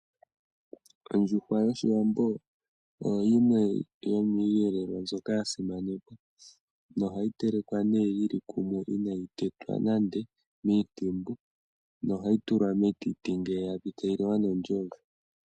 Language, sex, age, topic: Oshiwambo, male, 18-24, agriculture